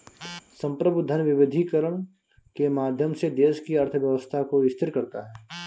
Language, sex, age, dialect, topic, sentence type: Hindi, male, 25-30, Awadhi Bundeli, banking, statement